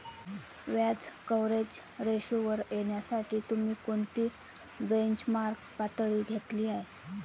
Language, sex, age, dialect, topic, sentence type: Marathi, female, 18-24, Varhadi, banking, statement